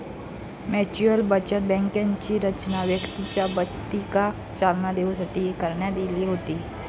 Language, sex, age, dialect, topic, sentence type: Marathi, female, 18-24, Southern Konkan, banking, statement